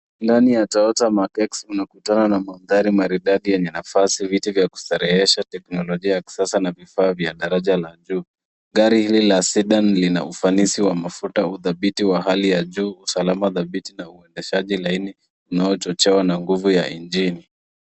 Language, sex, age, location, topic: Swahili, female, 25-35, Nairobi, finance